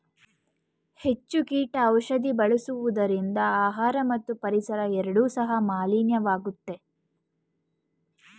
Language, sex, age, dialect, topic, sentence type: Kannada, female, 18-24, Mysore Kannada, agriculture, statement